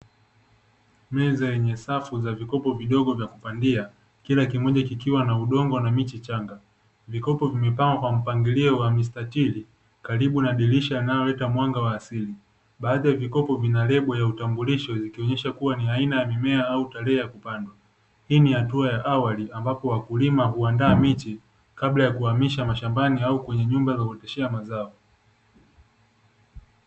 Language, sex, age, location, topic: Swahili, male, 18-24, Dar es Salaam, agriculture